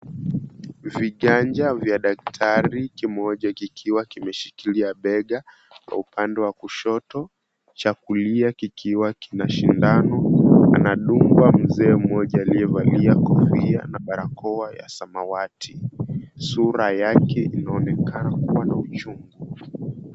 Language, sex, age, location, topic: Swahili, female, 25-35, Mombasa, health